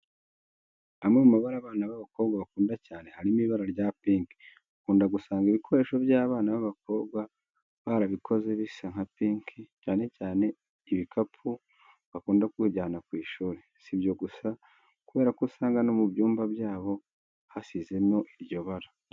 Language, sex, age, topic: Kinyarwanda, male, 25-35, education